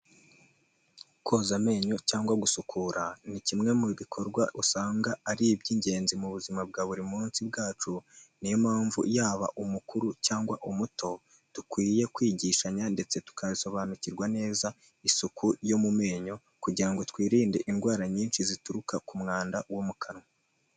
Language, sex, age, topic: Kinyarwanda, male, 18-24, health